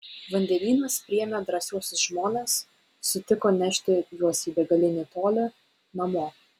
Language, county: Lithuanian, Vilnius